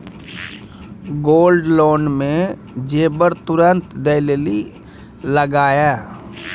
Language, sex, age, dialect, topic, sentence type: Maithili, male, 25-30, Angika, banking, question